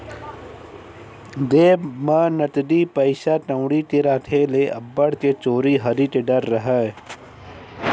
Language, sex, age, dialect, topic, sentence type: Chhattisgarhi, male, 18-24, Western/Budati/Khatahi, banking, statement